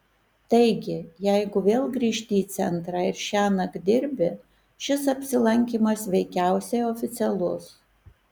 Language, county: Lithuanian, Kaunas